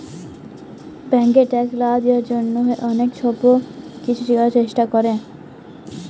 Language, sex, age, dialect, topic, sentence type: Bengali, female, 18-24, Jharkhandi, banking, statement